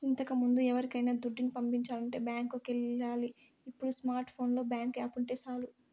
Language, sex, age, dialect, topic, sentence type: Telugu, female, 60-100, Southern, banking, statement